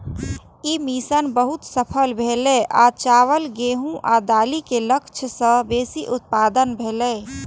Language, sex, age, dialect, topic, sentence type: Maithili, female, 18-24, Eastern / Thethi, agriculture, statement